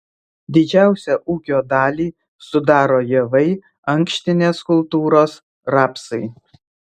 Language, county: Lithuanian, Vilnius